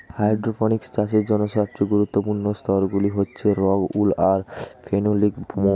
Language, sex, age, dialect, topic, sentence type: Bengali, male, 18-24, Standard Colloquial, agriculture, statement